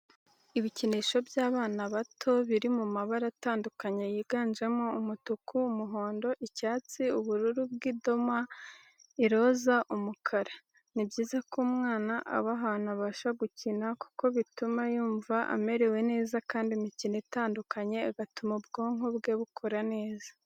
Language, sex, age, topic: Kinyarwanda, female, 36-49, education